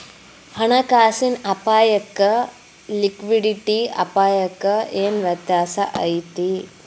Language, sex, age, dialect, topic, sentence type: Kannada, female, 18-24, Dharwad Kannada, banking, statement